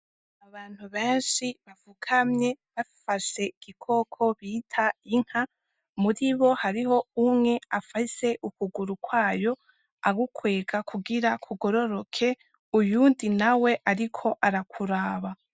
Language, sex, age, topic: Rundi, female, 18-24, agriculture